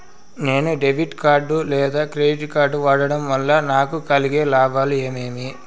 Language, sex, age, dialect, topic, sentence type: Telugu, male, 18-24, Southern, banking, question